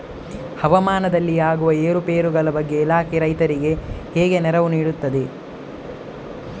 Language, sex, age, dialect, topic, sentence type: Kannada, male, 18-24, Coastal/Dakshin, agriculture, question